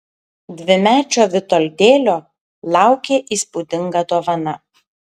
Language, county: Lithuanian, Kaunas